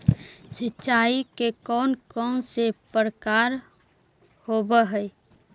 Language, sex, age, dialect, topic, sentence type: Magahi, female, 18-24, Central/Standard, agriculture, question